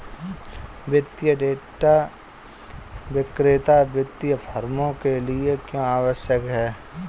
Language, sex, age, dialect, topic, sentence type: Hindi, male, 25-30, Kanauji Braj Bhasha, banking, statement